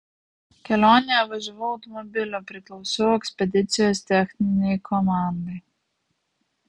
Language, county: Lithuanian, Vilnius